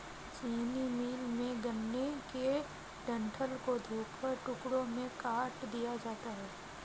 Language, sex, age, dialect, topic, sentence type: Hindi, female, 36-40, Kanauji Braj Bhasha, agriculture, statement